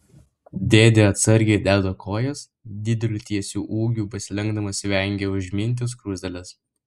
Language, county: Lithuanian, Vilnius